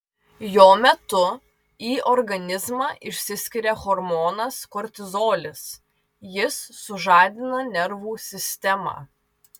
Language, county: Lithuanian, Vilnius